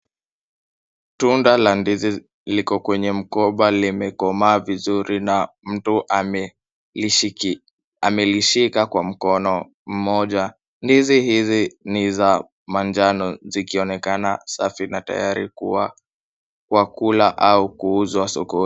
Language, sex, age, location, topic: Swahili, male, 18-24, Kisumu, agriculture